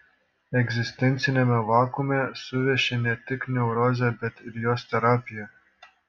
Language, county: Lithuanian, Šiauliai